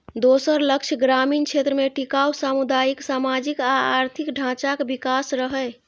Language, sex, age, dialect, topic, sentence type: Maithili, female, 25-30, Eastern / Thethi, banking, statement